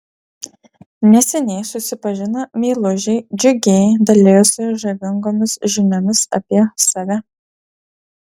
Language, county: Lithuanian, Utena